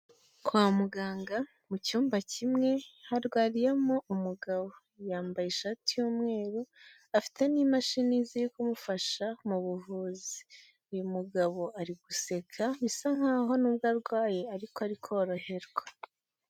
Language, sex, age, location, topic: Kinyarwanda, female, 18-24, Kigali, health